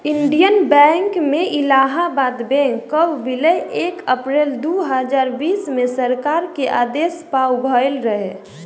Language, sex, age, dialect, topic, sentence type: Bhojpuri, female, <18, Northern, banking, statement